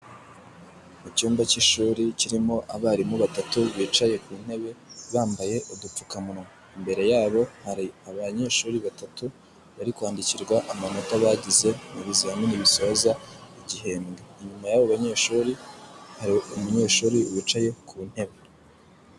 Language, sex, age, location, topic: Kinyarwanda, male, 18-24, Nyagatare, education